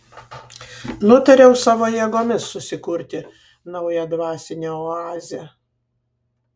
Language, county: Lithuanian, Kaunas